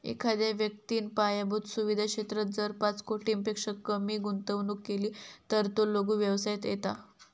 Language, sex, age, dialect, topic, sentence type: Marathi, female, 51-55, Southern Konkan, banking, statement